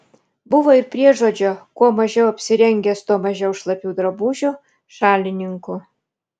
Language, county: Lithuanian, Vilnius